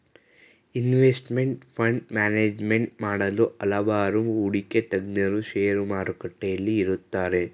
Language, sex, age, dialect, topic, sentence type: Kannada, male, 18-24, Mysore Kannada, banking, statement